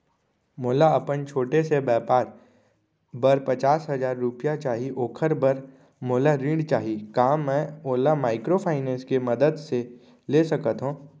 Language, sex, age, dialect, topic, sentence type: Chhattisgarhi, male, 25-30, Central, banking, question